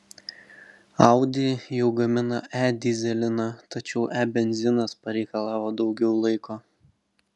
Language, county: Lithuanian, Vilnius